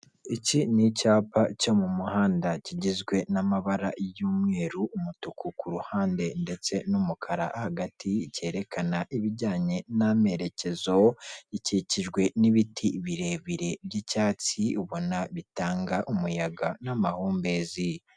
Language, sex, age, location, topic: Kinyarwanda, female, 36-49, Kigali, government